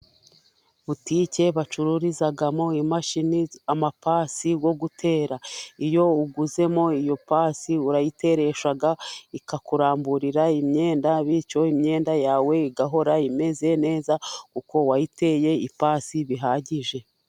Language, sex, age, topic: Kinyarwanda, female, 36-49, education